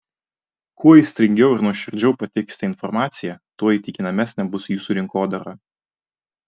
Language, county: Lithuanian, Vilnius